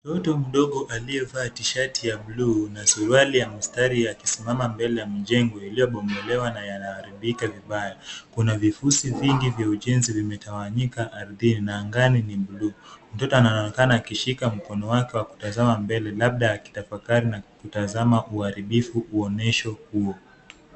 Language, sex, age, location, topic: Swahili, male, 25-35, Kisumu, health